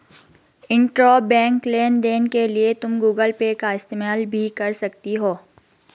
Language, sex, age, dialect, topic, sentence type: Hindi, female, 56-60, Garhwali, banking, statement